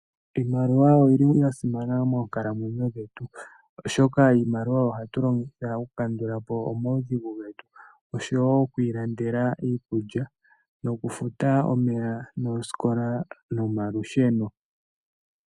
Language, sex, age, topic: Oshiwambo, male, 18-24, finance